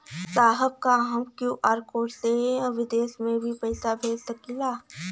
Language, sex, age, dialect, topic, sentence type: Bhojpuri, female, <18, Western, banking, question